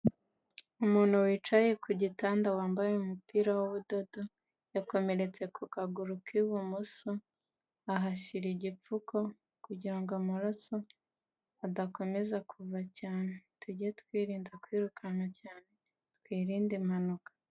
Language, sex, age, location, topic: Kinyarwanda, female, 25-35, Kigali, health